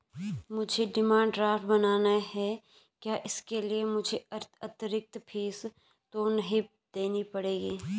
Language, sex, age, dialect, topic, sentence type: Hindi, male, 18-24, Garhwali, banking, question